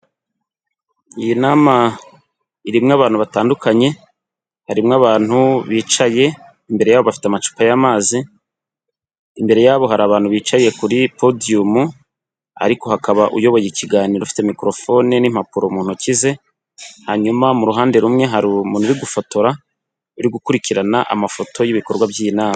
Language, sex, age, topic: Kinyarwanda, male, 25-35, government